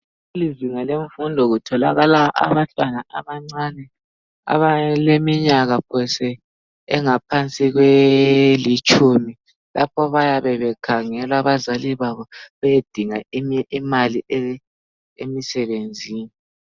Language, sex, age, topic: North Ndebele, male, 18-24, education